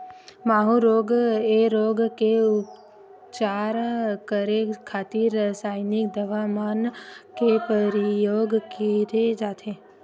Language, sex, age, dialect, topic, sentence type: Chhattisgarhi, female, 18-24, Western/Budati/Khatahi, agriculture, statement